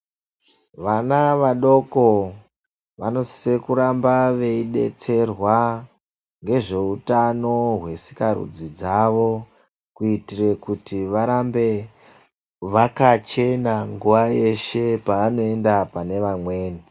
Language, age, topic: Ndau, 50+, health